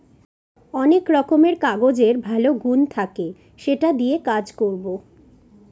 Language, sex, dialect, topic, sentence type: Bengali, female, Northern/Varendri, agriculture, statement